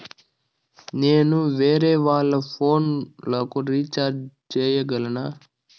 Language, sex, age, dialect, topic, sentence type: Telugu, male, 41-45, Southern, banking, question